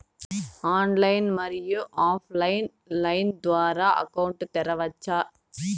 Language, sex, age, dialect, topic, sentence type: Telugu, female, 36-40, Southern, banking, question